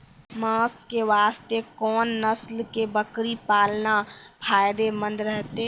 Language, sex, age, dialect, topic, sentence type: Maithili, female, 18-24, Angika, agriculture, question